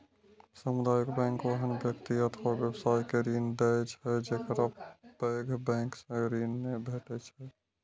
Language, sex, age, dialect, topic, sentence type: Maithili, male, 25-30, Eastern / Thethi, banking, statement